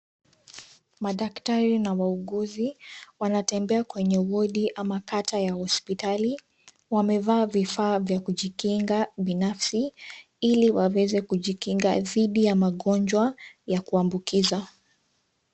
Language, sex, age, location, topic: Swahili, female, 18-24, Nairobi, health